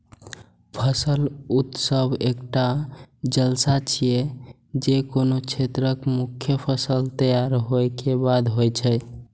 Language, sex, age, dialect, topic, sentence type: Maithili, male, 18-24, Eastern / Thethi, agriculture, statement